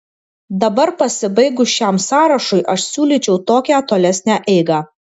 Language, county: Lithuanian, Vilnius